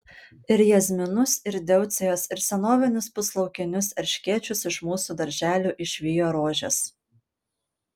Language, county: Lithuanian, Panevėžys